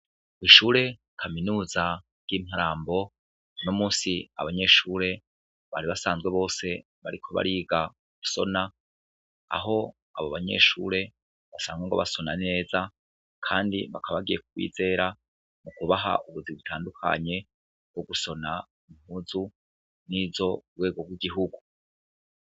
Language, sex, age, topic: Rundi, male, 36-49, education